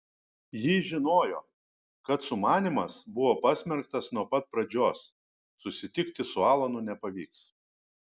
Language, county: Lithuanian, Kaunas